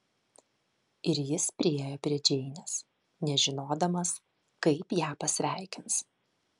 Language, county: Lithuanian, Vilnius